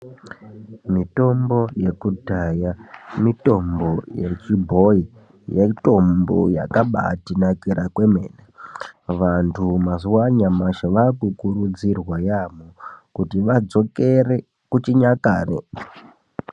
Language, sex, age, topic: Ndau, male, 18-24, health